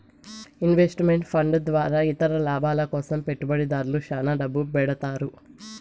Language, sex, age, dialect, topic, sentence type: Telugu, female, 18-24, Southern, banking, statement